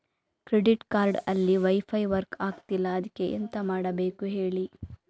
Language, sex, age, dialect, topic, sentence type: Kannada, female, 25-30, Coastal/Dakshin, banking, question